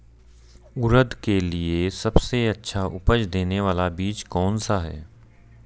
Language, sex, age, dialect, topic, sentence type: Hindi, male, 31-35, Marwari Dhudhari, agriculture, question